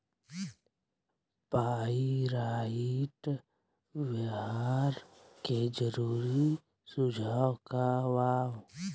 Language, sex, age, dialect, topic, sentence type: Bhojpuri, male, 18-24, Southern / Standard, agriculture, question